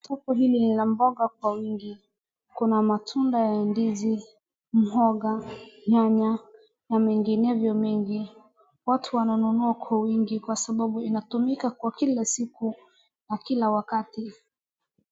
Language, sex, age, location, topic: Swahili, female, 36-49, Wajir, agriculture